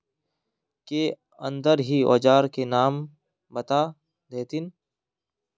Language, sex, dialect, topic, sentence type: Magahi, male, Northeastern/Surjapuri, agriculture, question